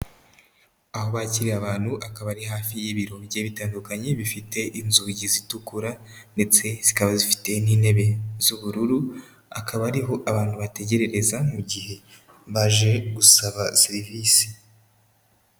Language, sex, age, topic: Kinyarwanda, female, 18-24, education